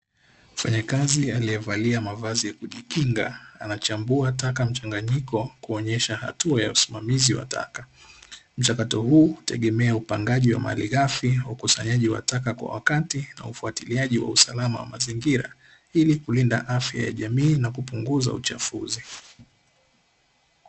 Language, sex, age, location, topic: Swahili, male, 18-24, Dar es Salaam, government